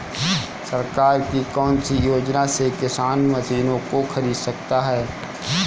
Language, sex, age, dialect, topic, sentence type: Hindi, male, 25-30, Kanauji Braj Bhasha, agriculture, question